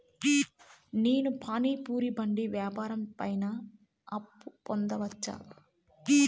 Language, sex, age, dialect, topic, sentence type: Telugu, female, 18-24, Southern, banking, question